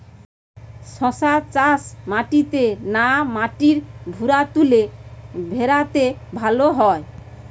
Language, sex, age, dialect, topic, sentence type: Bengali, female, 18-24, Western, agriculture, question